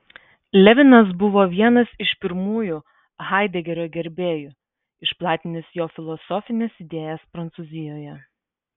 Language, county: Lithuanian, Vilnius